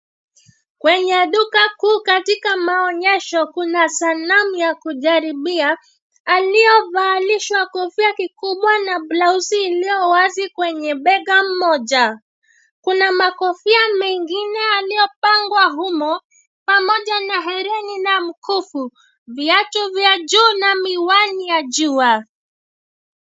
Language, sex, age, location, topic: Swahili, female, 25-35, Nairobi, finance